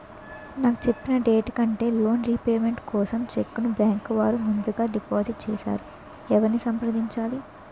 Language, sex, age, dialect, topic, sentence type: Telugu, female, 18-24, Utterandhra, banking, question